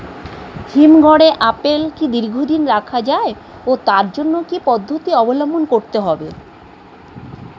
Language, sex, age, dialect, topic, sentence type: Bengali, female, 36-40, Standard Colloquial, agriculture, question